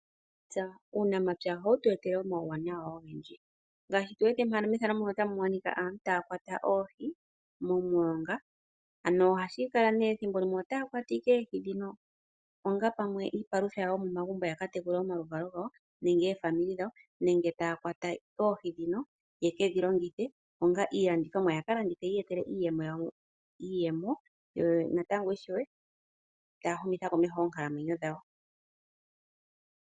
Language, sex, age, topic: Oshiwambo, female, 25-35, agriculture